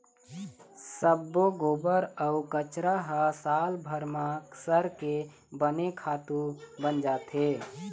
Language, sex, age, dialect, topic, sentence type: Chhattisgarhi, male, 36-40, Eastern, agriculture, statement